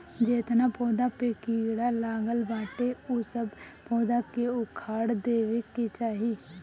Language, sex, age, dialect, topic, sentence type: Bhojpuri, female, 18-24, Northern, agriculture, statement